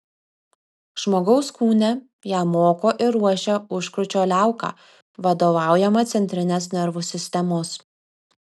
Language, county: Lithuanian, Vilnius